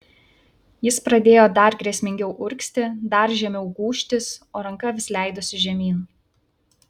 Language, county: Lithuanian, Vilnius